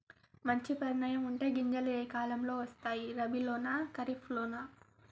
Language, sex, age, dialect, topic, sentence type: Telugu, female, 18-24, Telangana, agriculture, question